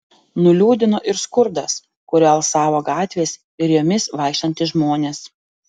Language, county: Lithuanian, Panevėžys